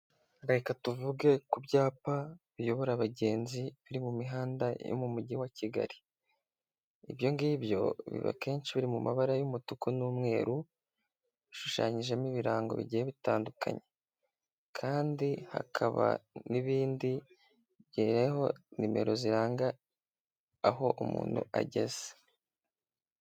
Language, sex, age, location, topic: Kinyarwanda, male, 18-24, Kigali, government